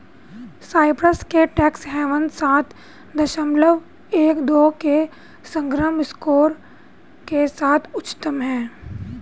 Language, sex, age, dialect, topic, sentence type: Hindi, female, 31-35, Hindustani Malvi Khadi Boli, banking, statement